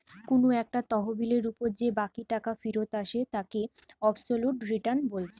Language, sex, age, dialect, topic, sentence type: Bengali, female, 25-30, Western, banking, statement